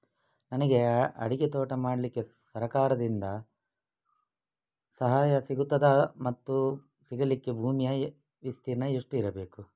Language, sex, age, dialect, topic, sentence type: Kannada, male, 25-30, Coastal/Dakshin, agriculture, question